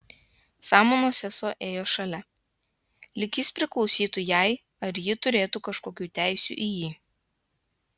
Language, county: Lithuanian, Klaipėda